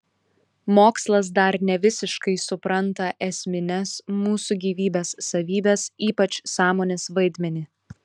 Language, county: Lithuanian, Šiauliai